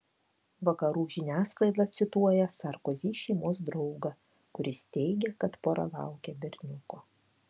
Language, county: Lithuanian, Klaipėda